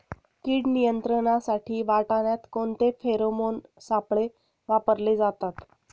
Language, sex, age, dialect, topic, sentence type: Marathi, female, 31-35, Standard Marathi, agriculture, question